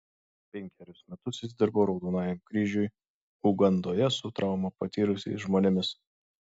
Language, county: Lithuanian, Šiauliai